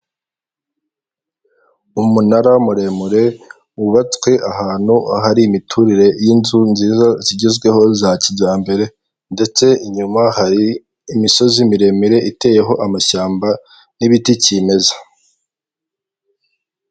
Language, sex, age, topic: Kinyarwanda, male, 18-24, government